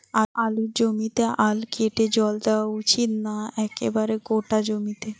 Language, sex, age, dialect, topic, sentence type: Bengali, female, 18-24, Rajbangshi, agriculture, question